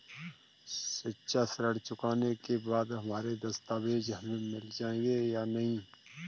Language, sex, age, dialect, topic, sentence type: Hindi, male, 41-45, Kanauji Braj Bhasha, banking, question